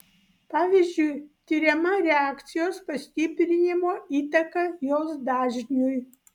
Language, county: Lithuanian, Vilnius